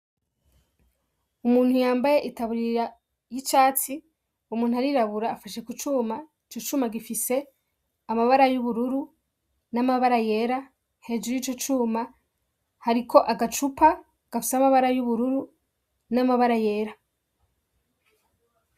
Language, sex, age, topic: Rundi, female, 50+, education